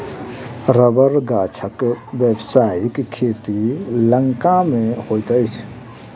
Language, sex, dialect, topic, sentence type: Maithili, male, Southern/Standard, agriculture, statement